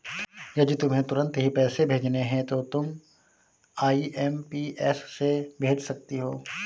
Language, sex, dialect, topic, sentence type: Hindi, male, Marwari Dhudhari, banking, statement